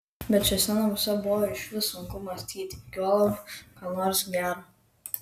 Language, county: Lithuanian, Kaunas